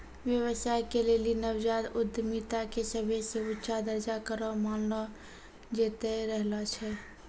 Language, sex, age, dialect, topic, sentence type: Maithili, female, 18-24, Angika, banking, statement